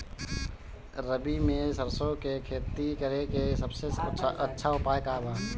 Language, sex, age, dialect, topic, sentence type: Bhojpuri, male, 18-24, Northern, agriculture, question